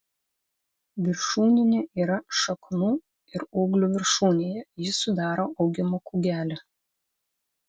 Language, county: Lithuanian, Vilnius